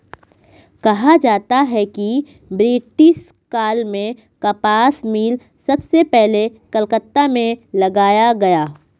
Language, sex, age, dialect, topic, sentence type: Hindi, female, 25-30, Marwari Dhudhari, agriculture, statement